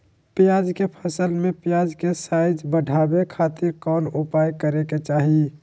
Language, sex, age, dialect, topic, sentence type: Magahi, male, 25-30, Southern, agriculture, question